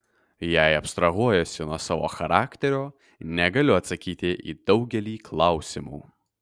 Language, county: Lithuanian, Kaunas